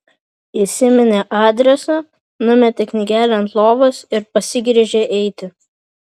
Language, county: Lithuanian, Vilnius